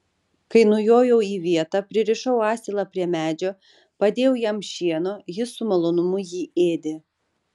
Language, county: Lithuanian, Vilnius